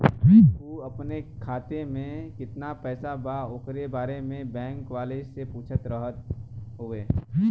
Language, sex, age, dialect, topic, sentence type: Bhojpuri, male, 18-24, Western, banking, question